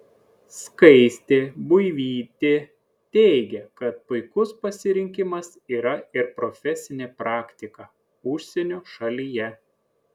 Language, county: Lithuanian, Klaipėda